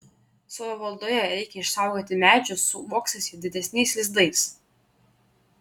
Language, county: Lithuanian, Klaipėda